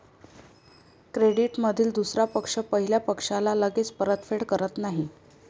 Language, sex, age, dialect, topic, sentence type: Marathi, female, 18-24, Varhadi, banking, statement